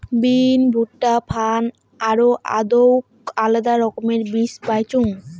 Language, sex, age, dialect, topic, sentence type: Bengali, female, 18-24, Rajbangshi, agriculture, statement